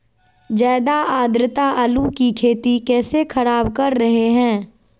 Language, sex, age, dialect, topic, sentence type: Magahi, female, 41-45, Southern, agriculture, question